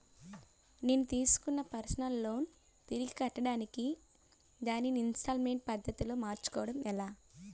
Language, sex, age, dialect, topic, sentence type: Telugu, female, 25-30, Utterandhra, banking, question